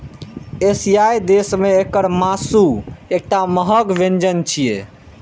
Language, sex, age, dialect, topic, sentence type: Maithili, male, 18-24, Eastern / Thethi, agriculture, statement